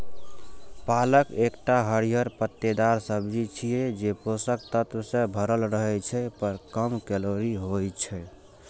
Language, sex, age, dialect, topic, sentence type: Maithili, male, 18-24, Eastern / Thethi, agriculture, statement